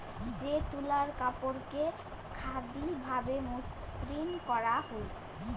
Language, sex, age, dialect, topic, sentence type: Bengali, female, 18-24, Rajbangshi, agriculture, statement